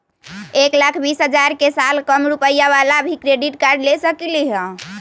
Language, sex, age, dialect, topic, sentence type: Magahi, female, 18-24, Western, banking, question